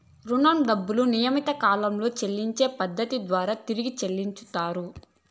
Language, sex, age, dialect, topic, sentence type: Telugu, female, 18-24, Southern, banking, statement